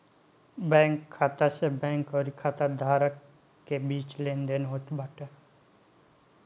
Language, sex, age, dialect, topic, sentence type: Bhojpuri, male, 18-24, Northern, banking, statement